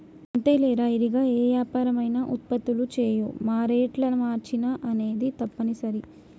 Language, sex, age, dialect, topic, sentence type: Telugu, female, 18-24, Telangana, banking, statement